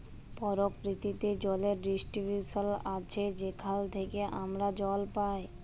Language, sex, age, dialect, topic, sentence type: Bengali, male, 36-40, Jharkhandi, agriculture, statement